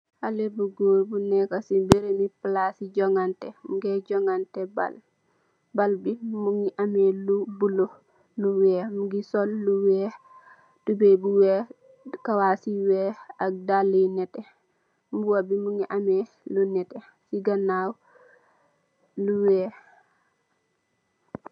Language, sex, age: Wolof, female, 18-24